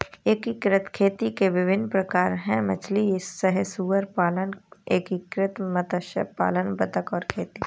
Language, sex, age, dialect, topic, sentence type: Hindi, female, 18-24, Awadhi Bundeli, agriculture, statement